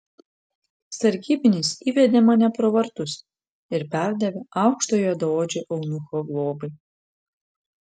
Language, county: Lithuanian, Panevėžys